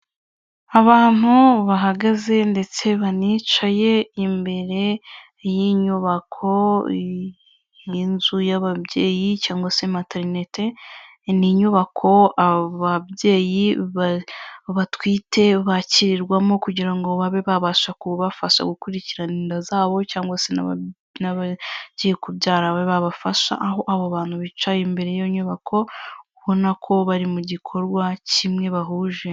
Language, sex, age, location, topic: Kinyarwanda, female, 25-35, Kigali, health